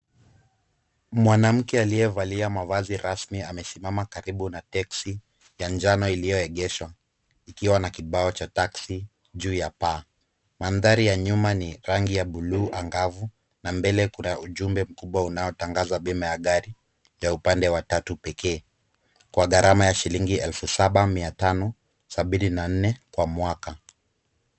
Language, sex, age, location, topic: Swahili, male, 25-35, Kisumu, finance